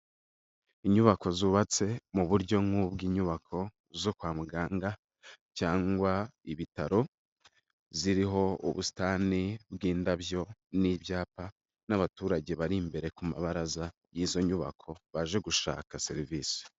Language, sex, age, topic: Kinyarwanda, male, 18-24, education